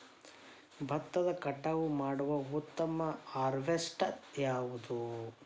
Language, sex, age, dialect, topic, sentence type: Kannada, male, 31-35, Dharwad Kannada, agriculture, question